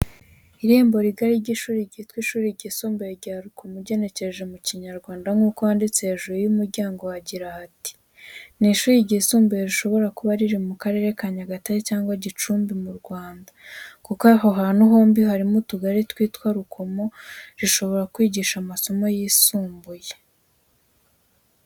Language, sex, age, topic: Kinyarwanda, female, 18-24, education